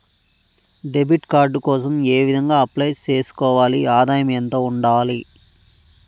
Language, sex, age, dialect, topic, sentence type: Telugu, male, 31-35, Southern, banking, question